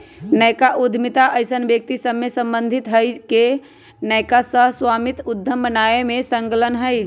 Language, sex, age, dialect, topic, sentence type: Magahi, female, 25-30, Western, banking, statement